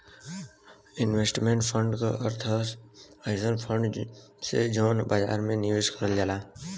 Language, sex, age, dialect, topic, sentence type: Bhojpuri, male, 18-24, Western, banking, statement